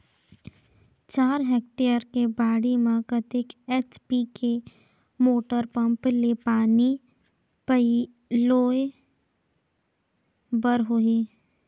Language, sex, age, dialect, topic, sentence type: Chhattisgarhi, female, 25-30, Northern/Bhandar, agriculture, question